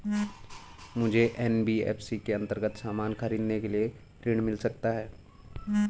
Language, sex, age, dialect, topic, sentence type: Hindi, male, 18-24, Garhwali, banking, question